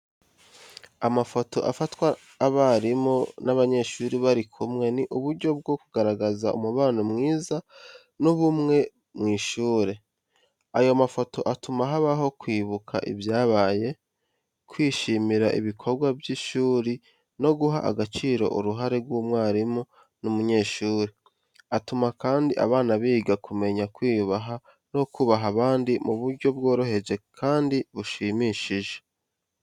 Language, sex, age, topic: Kinyarwanda, male, 25-35, education